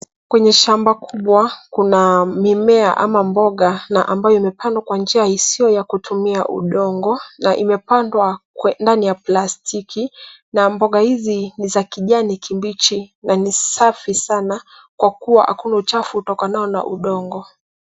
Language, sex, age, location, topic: Swahili, female, 18-24, Nairobi, agriculture